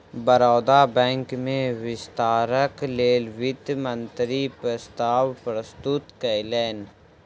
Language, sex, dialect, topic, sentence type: Maithili, male, Southern/Standard, banking, statement